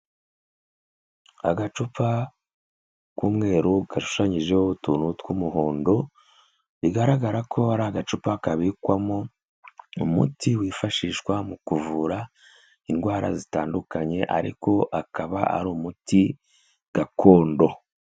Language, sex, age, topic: Kinyarwanda, female, 25-35, health